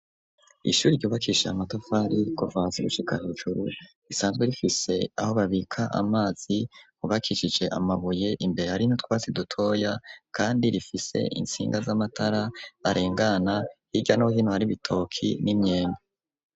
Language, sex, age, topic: Rundi, male, 25-35, education